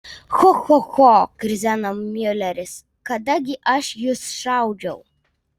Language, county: Lithuanian, Vilnius